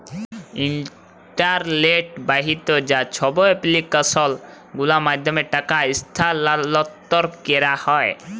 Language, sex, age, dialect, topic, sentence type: Bengali, male, 18-24, Jharkhandi, banking, statement